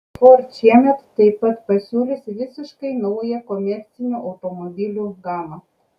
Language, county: Lithuanian, Kaunas